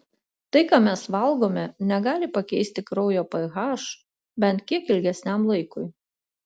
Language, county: Lithuanian, Utena